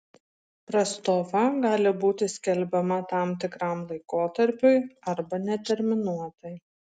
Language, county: Lithuanian, Marijampolė